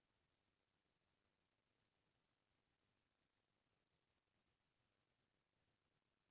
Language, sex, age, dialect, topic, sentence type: Chhattisgarhi, female, 36-40, Central, banking, statement